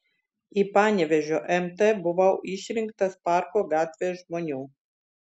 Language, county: Lithuanian, Vilnius